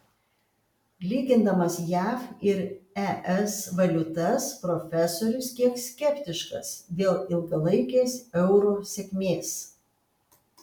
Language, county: Lithuanian, Kaunas